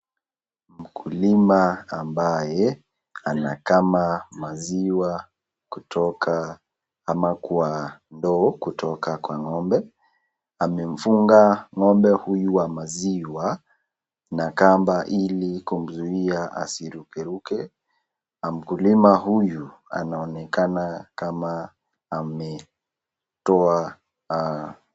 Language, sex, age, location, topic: Swahili, male, 18-24, Nakuru, agriculture